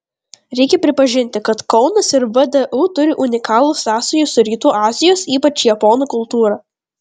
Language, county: Lithuanian, Vilnius